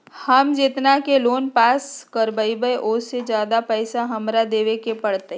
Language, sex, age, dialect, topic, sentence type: Magahi, female, 60-100, Western, banking, question